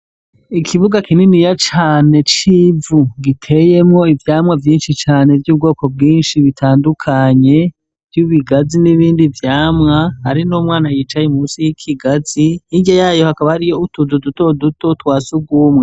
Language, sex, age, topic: Rundi, male, 18-24, education